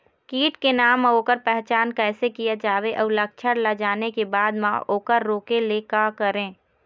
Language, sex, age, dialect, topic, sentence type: Chhattisgarhi, female, 18-24, Eastern, agriculture, question